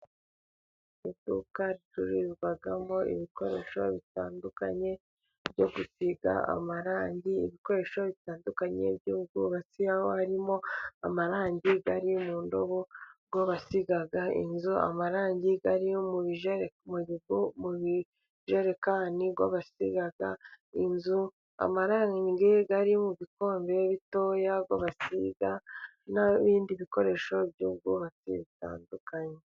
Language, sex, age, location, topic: Kinyarwanda, male, 36-49, Burera, finance